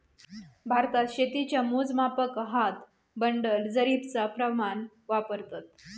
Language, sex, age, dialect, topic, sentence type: Marathi, female, 31-35, Southern Konkan, agriculture, statement